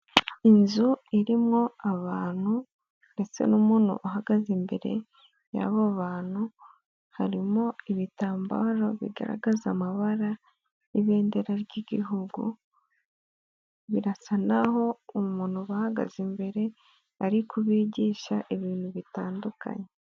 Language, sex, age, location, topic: Kinyarwanda, female, 18-24, Nyagatare, health